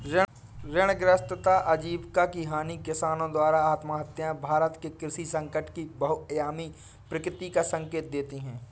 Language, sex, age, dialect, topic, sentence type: Hindi, male, 18-24, Awadhi Bundeli, agriculture, statement